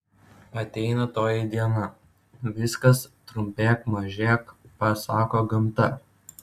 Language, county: Lithuanian, Utena